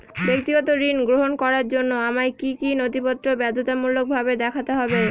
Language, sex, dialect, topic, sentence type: Bengali, female, Northern/Varendri, banking, question